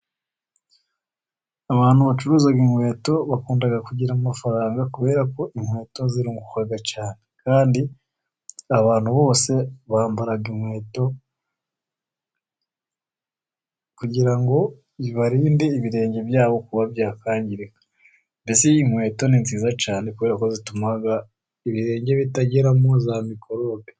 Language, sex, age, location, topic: Kinyarwanda, male, 25-35, Musanze, finance